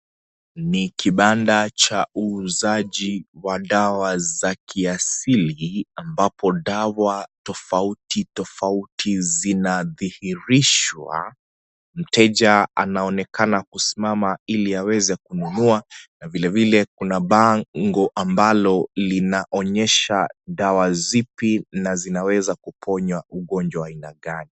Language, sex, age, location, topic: Swahili, male, 25-35, Kisii, health